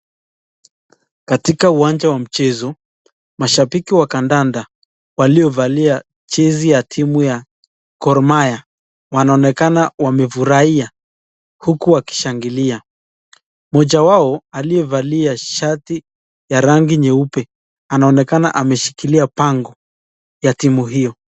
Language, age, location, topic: Swahili, 36-49, Nakuru, government